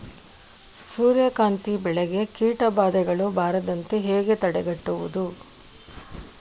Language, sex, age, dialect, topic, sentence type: Kannada, female, 18-24, Coastal/Dakshin, agriculture, question